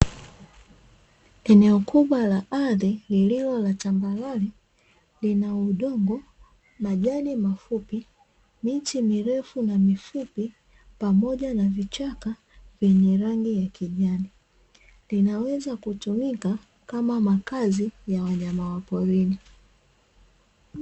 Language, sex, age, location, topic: Swahili, female, 25-35, Dar es Salaam, agriculture